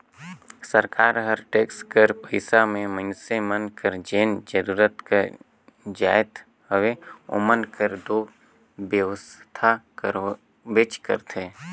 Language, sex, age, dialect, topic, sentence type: Chhattisgarhi, male, 18-24, Northern/Bhandar, banking, statement